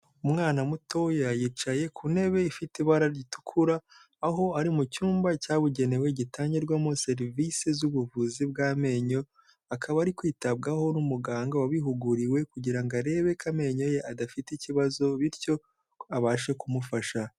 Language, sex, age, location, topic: Kinyarwanda, male, 18-24, Kigali, health